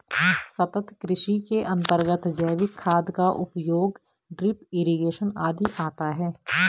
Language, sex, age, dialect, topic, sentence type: Hindi, female, 25-30, Garhwali, agriculture, statement